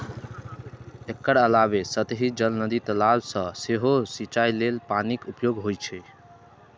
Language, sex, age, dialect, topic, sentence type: Maithili, male, 18-24, Eastern / Thethi, agriculture, statement